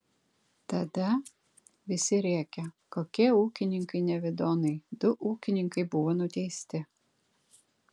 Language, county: Lithuanian, Kaunas